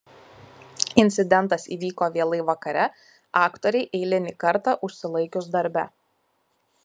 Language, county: Lithuanian, Kaunas